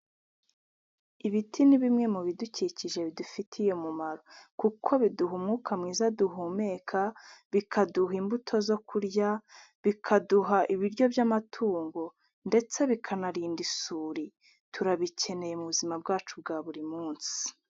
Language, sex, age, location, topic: Kinyarwanda, female, 50+, Kigali, health